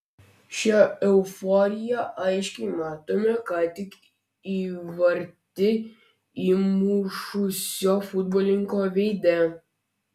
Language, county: Lithuanian, Klaipėda